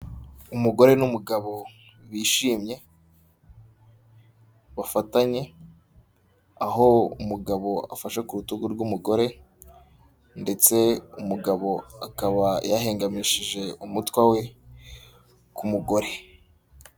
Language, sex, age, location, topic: Kinyarwanda, male, 18-24, Kigali, health